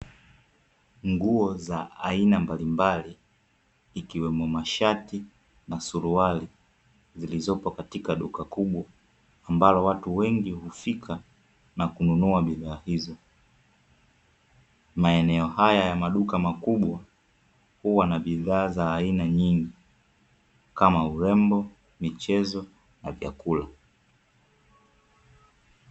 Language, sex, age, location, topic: Swahili, male, 25-35, Dar es Salaam, finance